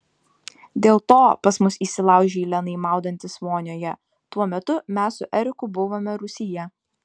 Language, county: Lithuanian, Vilnius